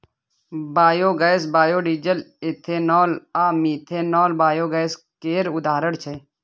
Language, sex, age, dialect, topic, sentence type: Maithili, male, 31-35, Bajjika, agriculture, statement